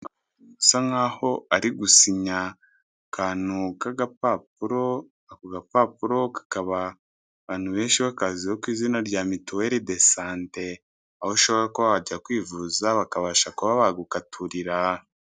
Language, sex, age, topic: Kinyarwanda, male, 25-35, finance